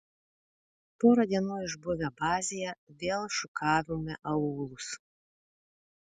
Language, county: Lithuanian, Vilnius